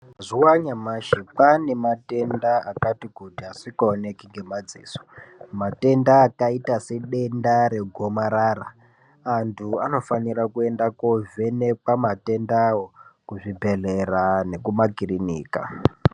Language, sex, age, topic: Ndau, male, 18-24, health